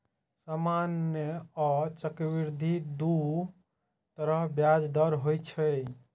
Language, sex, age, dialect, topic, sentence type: Maithili, male, 25-30, Eastern / Thethi, banking, statement